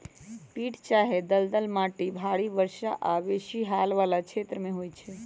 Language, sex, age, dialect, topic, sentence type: Magahi, female, 31-35, Western, agriculture, statement